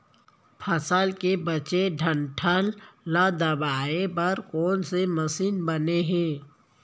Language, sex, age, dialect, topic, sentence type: Chhattisgarhi, female, 31-35, Central, agriculture, question